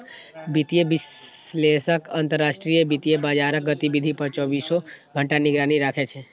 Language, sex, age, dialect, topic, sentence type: Maithili, male, 18-24, Eastern / Thethi, banking, statement